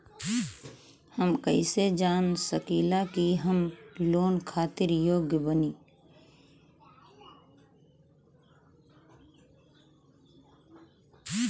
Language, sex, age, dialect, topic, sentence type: Bhojpuri, female, 18-24, Western, banking, statement